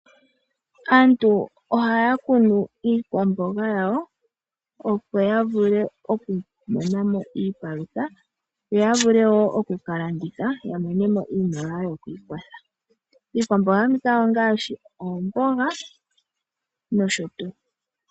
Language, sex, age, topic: Oshiwambo, female, 18-24, agriculture